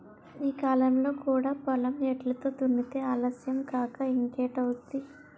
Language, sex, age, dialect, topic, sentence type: Telugu, female, 18-24, Utterandhra, agriculture, statement